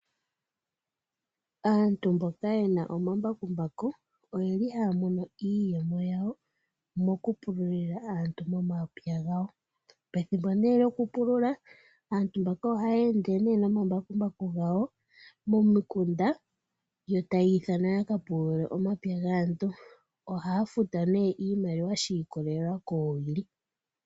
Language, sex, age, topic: Oshiwambo, female, 18-24, agriculture